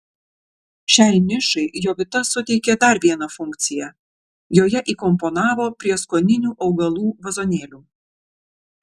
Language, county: Lithuanian, Klaipėda